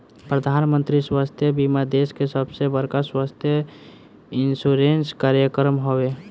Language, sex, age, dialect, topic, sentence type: Bhojpuri, female, <18, Southern / Standard, banking, statement